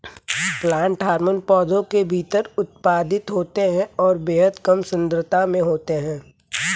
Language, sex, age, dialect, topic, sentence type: Hindi, male, 18-24, Kanauji Braj Bhasha, agriculture, statement